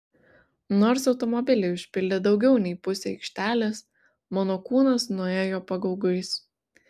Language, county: Lithuanian, Vilnius